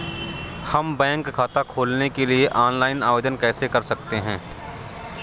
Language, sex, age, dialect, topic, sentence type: Hindi, male, 36-40, Awadhi Bundeli, banking, question